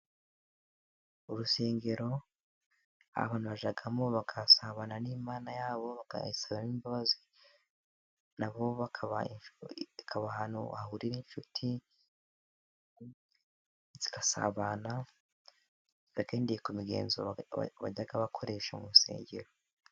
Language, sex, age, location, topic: Kinyarwanda, male, 18-24, Musanze, government